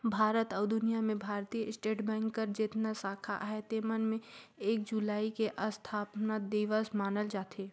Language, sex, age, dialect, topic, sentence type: Chhattisgarhi, female, 18-24, Northern/Bhandar, banking, statement